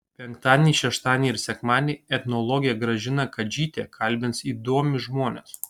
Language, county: Lithuanian, Kaunas